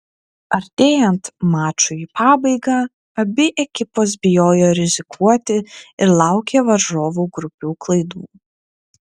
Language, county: Lithuanian, Klaipėda